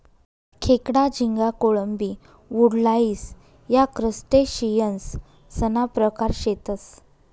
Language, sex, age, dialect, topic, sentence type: Marathi, female, 31-35, Northern Konkan, agriculture, statement